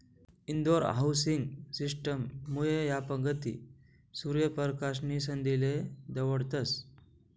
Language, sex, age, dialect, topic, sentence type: Marathi, male, 25-30, Northern Konkan, agriculture, statement